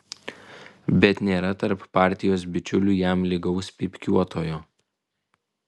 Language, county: Lithuanian, Vilnius